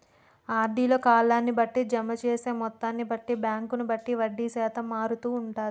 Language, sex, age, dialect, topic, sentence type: Telugu, female, 25-30, Telangana, banking, statement